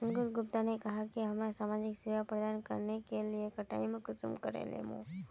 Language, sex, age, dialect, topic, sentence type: Magahi, female, 18-24, Northeastern/Surjapuri, agriculture, question